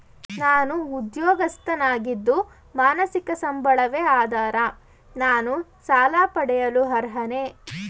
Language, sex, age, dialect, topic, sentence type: Kannada, female, 18-24, Mysore Kannada, banking, question